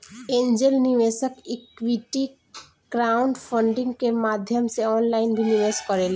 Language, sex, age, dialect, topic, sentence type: Bhojpuri, female, 18-24, Southern / Standard, banking, statement